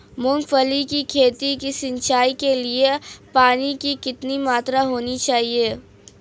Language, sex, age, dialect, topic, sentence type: Hindi, female, 18-24, Marwari Dhudhari, agriculture, question